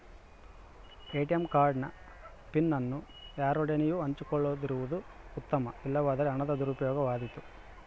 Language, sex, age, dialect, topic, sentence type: Kannada, male, 25-30, Central, banking, statement